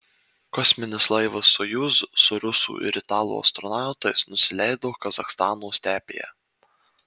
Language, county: Lithuanian, Marijampolė